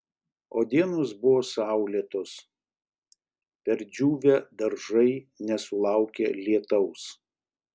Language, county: Lithuanian, Šiauliai